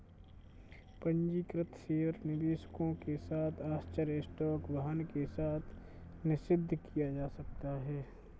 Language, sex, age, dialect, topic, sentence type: Hindi, male, 46-50, Kanauji Braj Bhasha, banking, statement